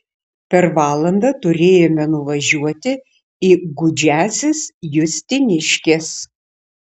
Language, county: Lithuanian, Šiauliai